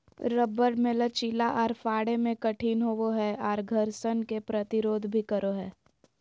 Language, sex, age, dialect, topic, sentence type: Magahi, female, 25-30, Southern, agriculture, statement